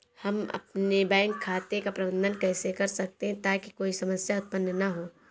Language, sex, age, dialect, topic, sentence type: Hindi, female, 18-24, Awadhi Bundeli, banking, question